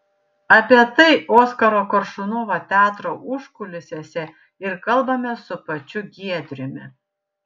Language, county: Lithuanian, Panevėžys